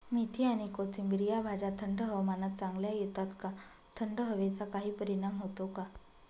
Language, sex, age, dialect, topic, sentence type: Marathi, female, 25-30, Northern Konkan, agriculture, question